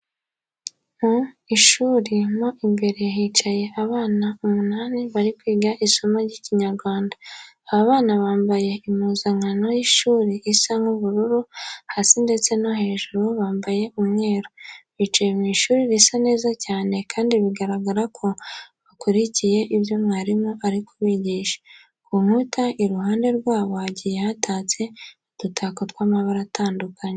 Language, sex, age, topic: Kinyarwanda, female, 18-24, education